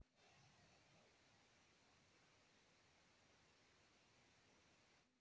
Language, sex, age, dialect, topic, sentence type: Bhojpuri, male, 18-24, Western, agriculture, statement